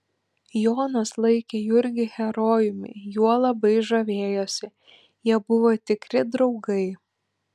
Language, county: Lithuanian, Panevėžys